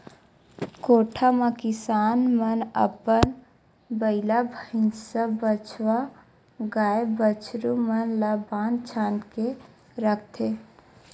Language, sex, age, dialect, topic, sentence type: Chhattisgarhi, female, 18-24, Western/Budati/Khatahi, agriculture, statement